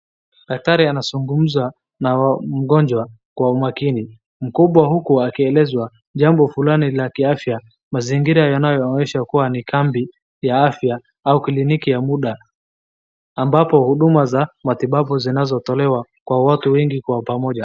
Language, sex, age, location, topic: Swahili, male, 25-35, Wajir, health